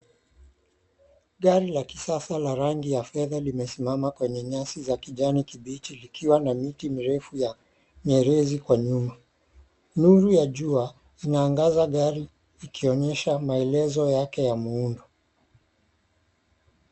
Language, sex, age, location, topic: Swahili, male, 36-49, Mombasa, finance